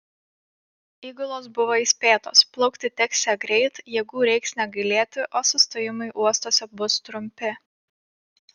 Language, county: Lithuanian, Panevėžys